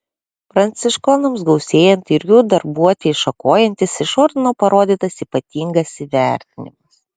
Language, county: Lithuanian, Klaipėda